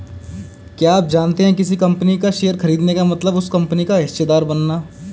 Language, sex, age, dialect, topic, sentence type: Hindi, male, 18-24, Kanauji Braj Bhasha, banking, statement